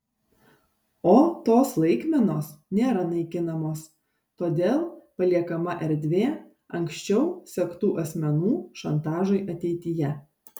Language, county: Lithuanian, Šiauliai